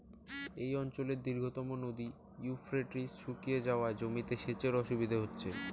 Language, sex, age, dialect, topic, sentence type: Bengali, male, 18-24, Rajbangshi, agriculture, question